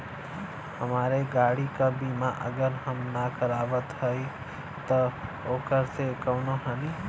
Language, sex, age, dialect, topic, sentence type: Bhojpuri, male, 31-35, Western, banking, question